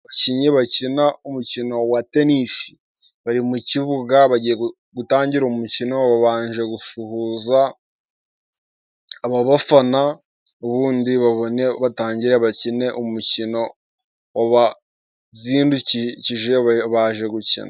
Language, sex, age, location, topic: Kinyarwanda, male, 18-24, Musanze, government